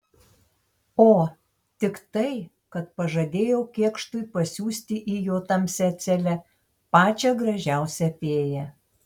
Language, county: Lithuanian, Tauragė